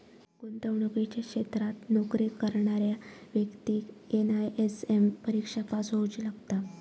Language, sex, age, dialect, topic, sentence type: Marathi, female, 25-30, Southern Konkan, banking, statement